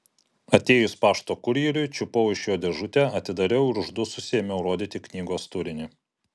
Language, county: Lithuanian, Vilnius